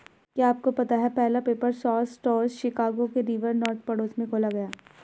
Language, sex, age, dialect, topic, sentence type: Hindi, female, 25-30, Hindustani Malvi Khadi Boli, agriculture, statement